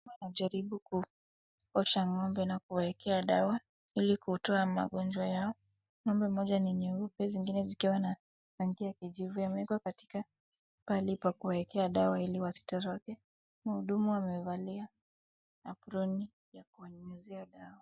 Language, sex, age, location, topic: Swahili, female, 18-24, Wajir, agriculture